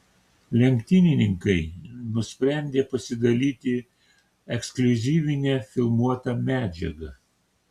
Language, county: Lithuanian, Kaunas